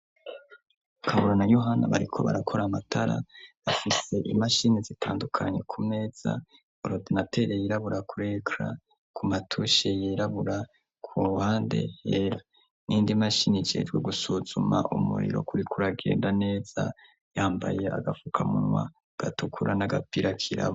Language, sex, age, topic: Rundi, male, 25-35, education